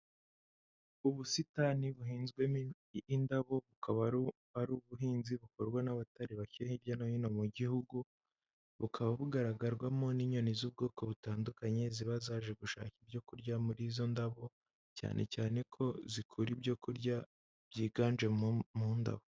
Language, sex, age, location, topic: Kinyarwanda, male, 18-24, Huye, agriculture